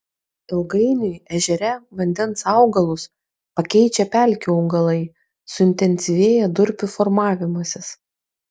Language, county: Lithuanian, Kaunas